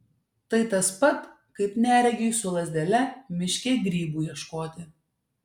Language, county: Lithuanian, Šiauliai